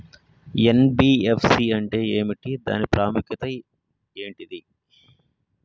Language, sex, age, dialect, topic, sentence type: Telugu, male, 36-40, Telangana, banking, question